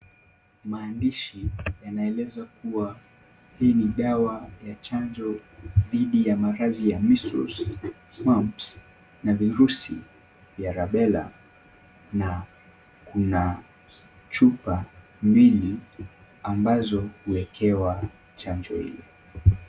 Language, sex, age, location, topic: Swahili, male, 18-24, Kisumu, health